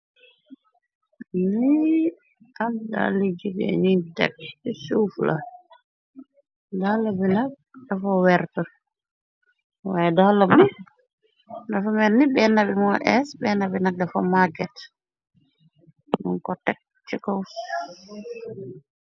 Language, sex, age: Wolof, female, 18-24